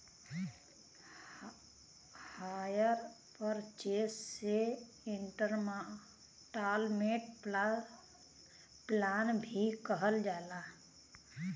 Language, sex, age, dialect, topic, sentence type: Bhojpuri, female, 31-35, Western, banking, statement